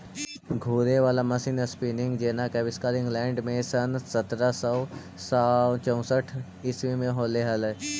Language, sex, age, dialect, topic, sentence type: Magahi, male, 18-24, Central/Standard, agriculture, statement